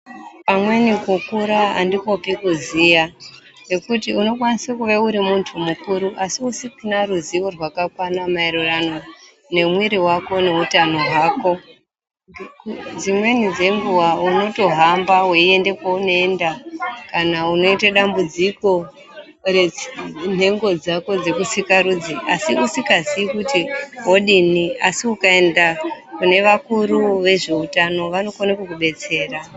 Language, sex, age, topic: Ndau, female, 36-49, health